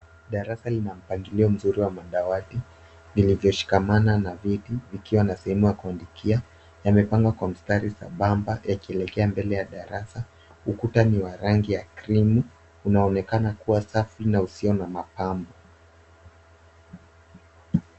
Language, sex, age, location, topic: Swahili, male, 18-24, Nairobi, education